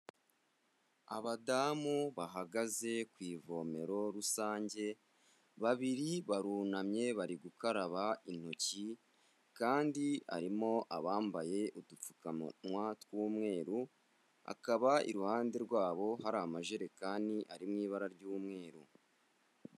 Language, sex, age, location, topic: Kinyarwanda, male, 25-35, Kigali, health